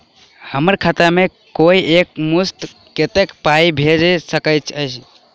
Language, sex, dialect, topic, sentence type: Maithili, male, Southern/Standard, banking, question